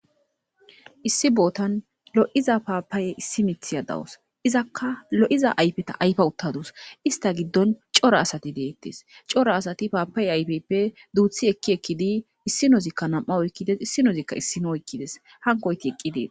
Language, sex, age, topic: Gamo, female, 25-35, agriculture